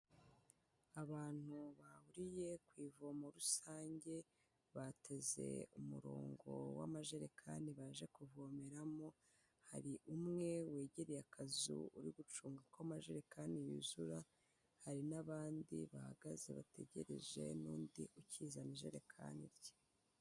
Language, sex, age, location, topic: Kinyarwanda, female, 18-24, Kigali, health